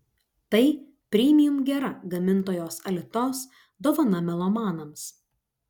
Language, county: Lithuanian, Klaipėda